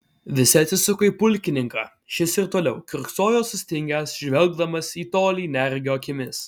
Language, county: Lithuanian, Alytus